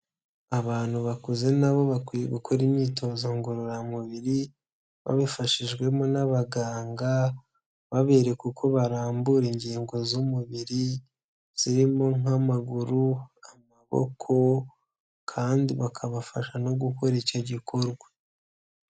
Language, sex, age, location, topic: Kinyarwanda, male, 18-24, Kigali, health